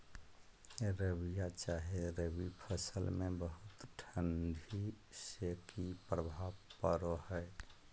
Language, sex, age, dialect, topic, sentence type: Magahi, male, 25-30, Southern, agriculture, question